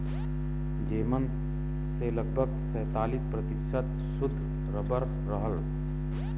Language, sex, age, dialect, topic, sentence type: Bhojpuri, male, 36-40, Western, agriculture, statement